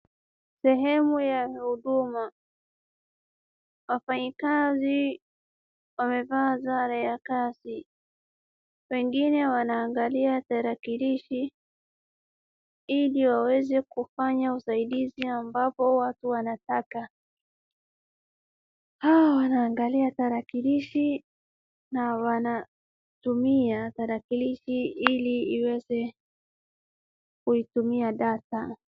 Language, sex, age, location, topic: Swahili, female, 18-24, Wajir, government